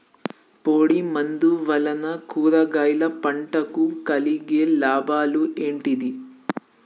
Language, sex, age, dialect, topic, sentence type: Telugu, male, 18-24, Telangana, agriculture, question